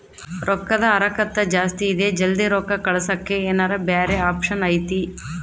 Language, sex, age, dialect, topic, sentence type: Kannada, female, 31-35, Central, banking, question